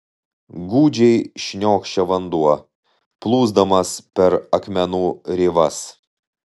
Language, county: Lithuanian, Telšiai